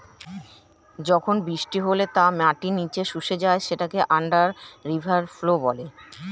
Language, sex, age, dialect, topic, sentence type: Bengali, male, 36-40, Standard Colloquial, agriculture, statement